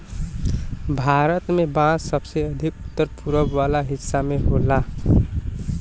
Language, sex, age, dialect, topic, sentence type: Bhojpuri, male, 18-24, Western, agriculture, statement